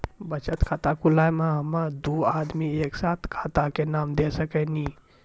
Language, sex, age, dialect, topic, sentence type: Maithili, male, 18-24, Angika, banking, question